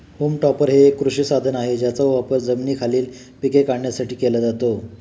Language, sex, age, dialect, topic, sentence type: Marathi, male, 56-60, Standard Marathi, agriculture, statement